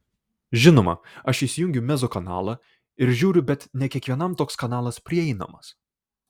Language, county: Lithuanian, Vilnius